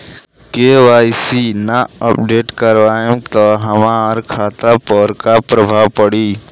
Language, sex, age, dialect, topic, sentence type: Bhojpuri, male, <18, Southern / Standard, banking, question